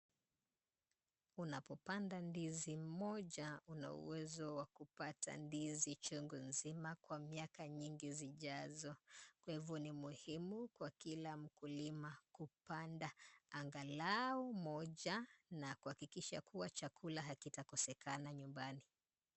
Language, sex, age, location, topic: Swahili, female, 25-35, Kisumu, agriculture